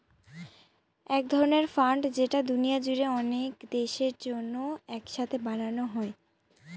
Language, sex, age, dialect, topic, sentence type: Bengali, female, 25-30, Northern/Varendri, banking, statement